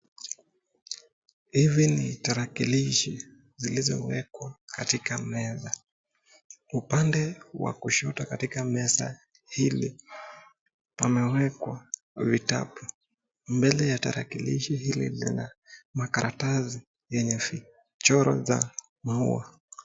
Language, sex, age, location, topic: Swahili, male, 25-35, Nakuru, education